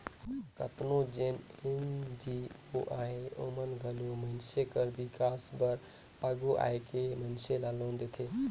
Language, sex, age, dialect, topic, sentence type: Chhattisgarhi, male, 25-30, Northern/Bhandar, banking, statement